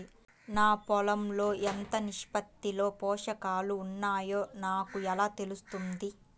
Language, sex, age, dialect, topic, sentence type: Telugu, female, 18-24, Central/Coastal, agriculture, question